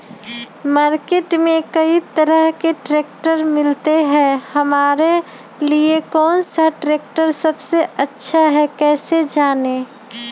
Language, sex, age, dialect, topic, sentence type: Magahi, female, 25-30, Western, agriculture, question